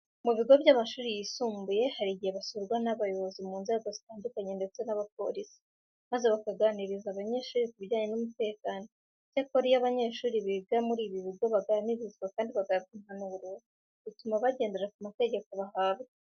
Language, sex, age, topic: Kinyarwanda, female, 18-24, education